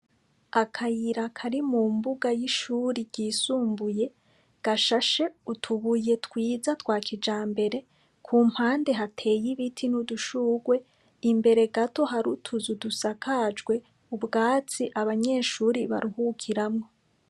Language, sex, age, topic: Rundi, female, 25-35, education